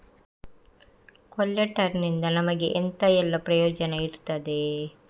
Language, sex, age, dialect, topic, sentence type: Kannada, female, 25-30, Coastal/Dakshin, banking, question